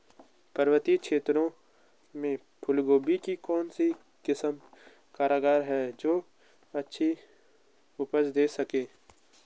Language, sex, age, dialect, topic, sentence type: Hindi, male, 18-24, Garhwali, agriculture, question